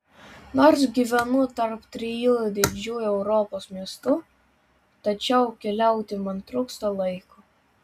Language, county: Lithuanian, Vilnius